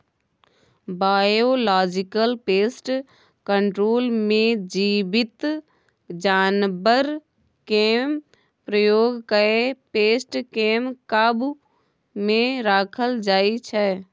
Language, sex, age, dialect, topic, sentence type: Maithili, female, 25-30, Bajjika, agriculture, statement